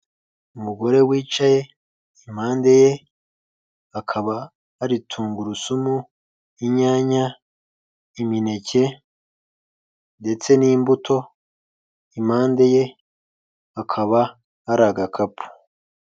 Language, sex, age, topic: Kinyarwanda, male, 25-35, finance